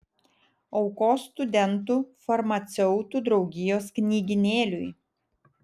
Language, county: Lithuanian, Vilnius